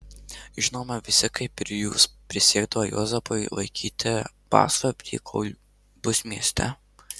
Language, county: Lithuanian, Marijampolė